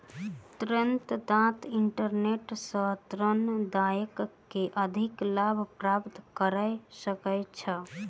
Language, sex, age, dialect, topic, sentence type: Maithili, female, 18-24, Southern/Standard, banking, statement